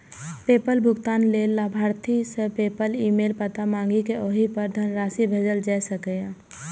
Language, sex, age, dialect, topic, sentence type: Maithili, female, 18-24, Eastern / Thethi, banking, statement